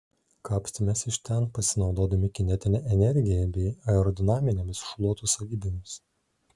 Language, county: Lithuanian, Šiauliai